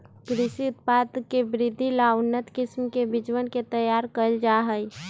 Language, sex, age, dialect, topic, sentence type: Magahi, female, 18-24, Western, agriculture, statement